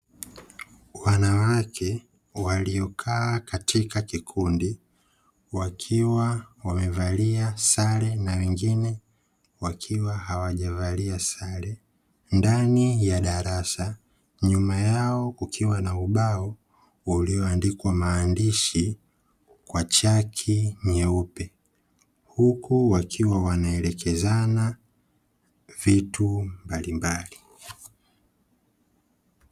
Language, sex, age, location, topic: Swahili, female, 18-24, Dar es Salaam, education